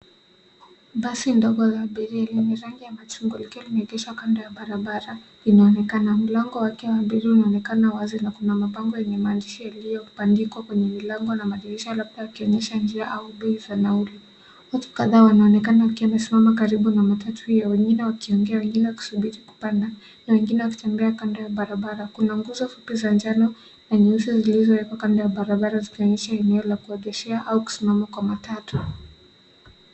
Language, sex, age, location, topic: Swahili, male, 18-24, Nairobi, government